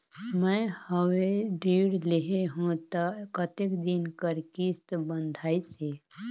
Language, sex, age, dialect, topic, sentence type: Chhattisgarhi, female, 18-24, Northern/Bhandar, banking, question